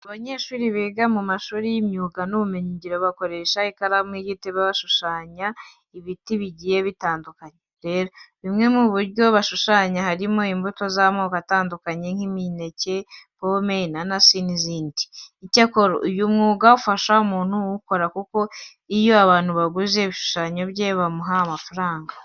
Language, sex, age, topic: Kinyarwanda, female, 18-24, education